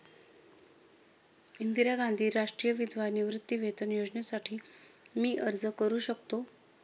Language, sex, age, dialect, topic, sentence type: Marathi, female, 36-40, Standard Marathi, banking, question